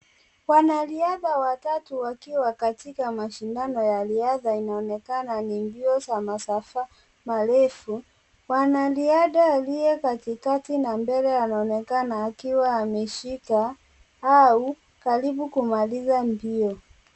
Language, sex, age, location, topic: Swahili, female, 18-24, Kisii, education